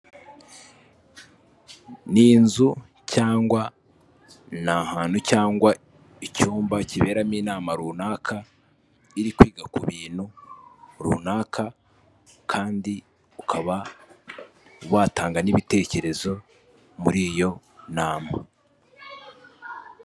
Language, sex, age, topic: Kinyarwanda, male, 18-24, government